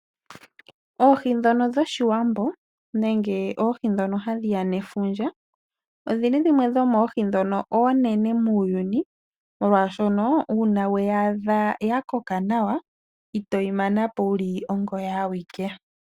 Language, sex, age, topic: Oshiwambo, female, 36-49, agriculture